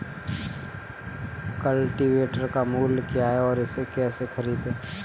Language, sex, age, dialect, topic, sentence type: Hindi, male, 18-24, Kanauji Braj Bhasha, agriculture, question